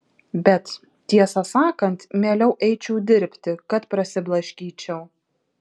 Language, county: Lithuanian, Šiauliai